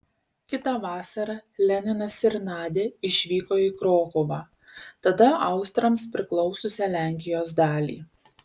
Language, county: Lithuanian, Alytus